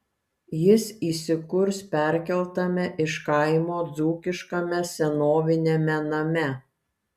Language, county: Lithuanian, Kaunas